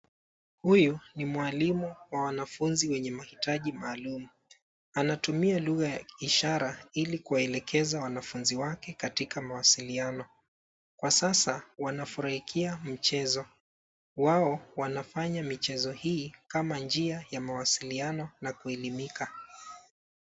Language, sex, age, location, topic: Swahili, male, 25-35, Nairobi, education